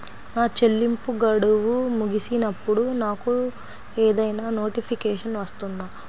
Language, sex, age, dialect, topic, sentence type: Telugu, female, 25-30, Central/Coastal, banking, question